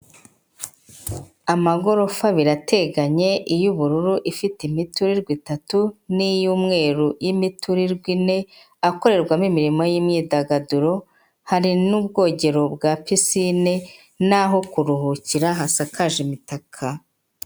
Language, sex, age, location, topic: Kinyarwanda, female, 50+, Kigali, finance